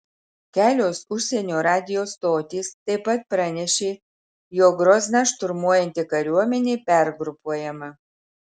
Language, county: Lithuanian, Marijampolė